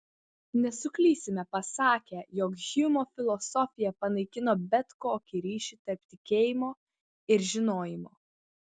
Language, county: Lithuanian, Vilnius